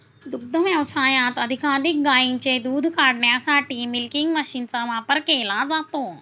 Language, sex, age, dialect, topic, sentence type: Marathi, female, 60-100, Standard Marathi, agriculture, statement